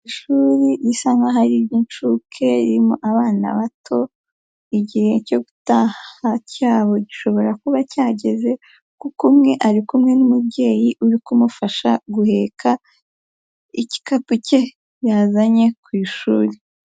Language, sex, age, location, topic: Kinyarwanda, female, 18-24, Huye, education